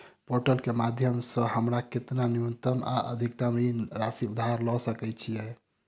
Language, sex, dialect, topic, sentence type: Maithili, male, Southern/Standard, banking, question